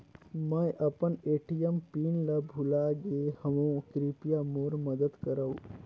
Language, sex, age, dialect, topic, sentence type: Chhattisgarhi, male, 18-24, Northern/Bhandar, banking, statement